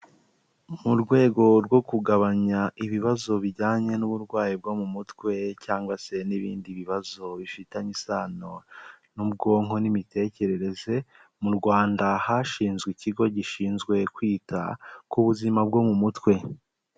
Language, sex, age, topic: Kinyarwanda, male, 18-24, health